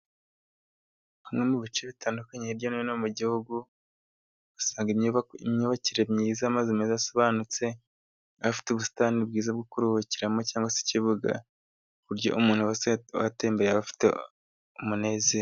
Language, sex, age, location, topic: Kinyarwanda, male, 18-24, Musanze, government